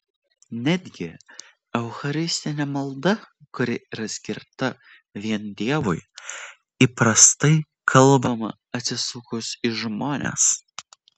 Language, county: Lithuanian, Vilnius